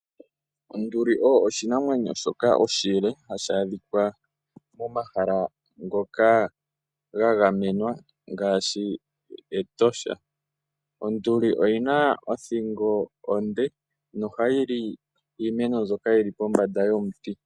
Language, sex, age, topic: Oshiwambo, male, 25-35, agriculture